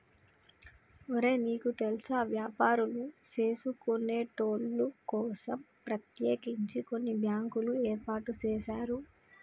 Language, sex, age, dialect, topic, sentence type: Telugu, female, 18-24, Telangana, banking, statement